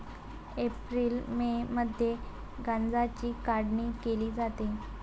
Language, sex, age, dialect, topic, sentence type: Marathi, female, 18-24, Varhadi, agriculture, statement